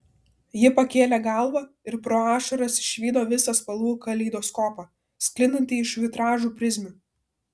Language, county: Lithuanian, Vilnius